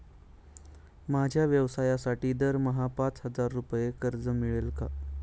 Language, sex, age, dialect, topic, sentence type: Marathi, male, 25-30, Standard Marathi, banking, question